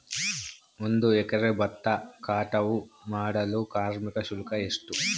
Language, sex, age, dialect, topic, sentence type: Kannada, male, 18-24, Central, agriculture, question